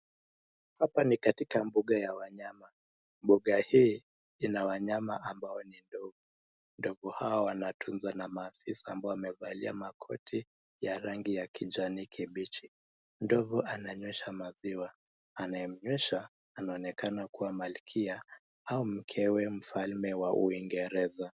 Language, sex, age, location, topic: Swahili, male, 25-35, Nairobi, government